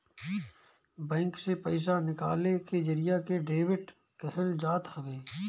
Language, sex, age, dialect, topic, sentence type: Bhojpuri, male, 25-30, Northern, banking, statement